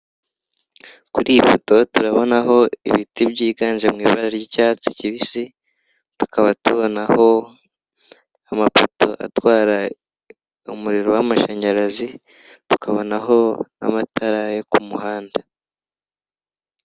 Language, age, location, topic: Kinyarwanda, 18-24, Kigali, government